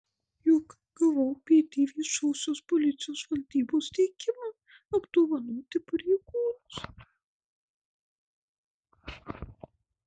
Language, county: Lithuanian, Marijampolė